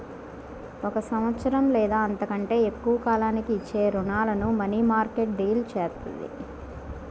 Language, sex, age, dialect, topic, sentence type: Telugu, male, 41-45, Central/Coastal, banking, statement